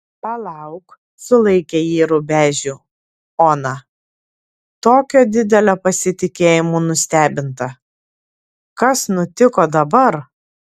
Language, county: Lithuanian, Klaipėda